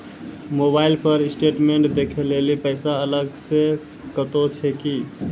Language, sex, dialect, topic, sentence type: Maithili, male, Angika, banking, question